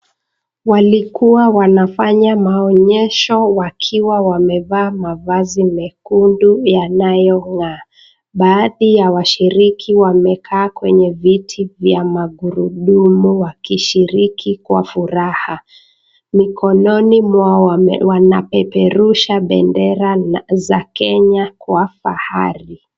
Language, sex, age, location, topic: Swahili, female, 25-35, Nakuru, education